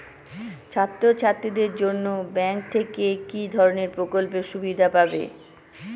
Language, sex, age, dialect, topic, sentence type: Bengali, female, 18-24, Northern/Varendri, banking, question